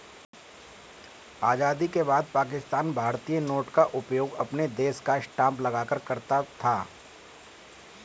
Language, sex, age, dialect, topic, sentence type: Hindi, male, 31-35, Kanauji Braj Bhasha, banking, statement